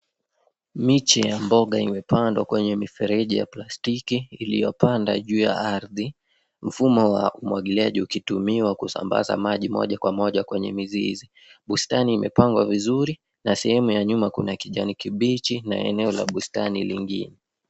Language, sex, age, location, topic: Swahili, female, 18-24, Nairobi, agriculture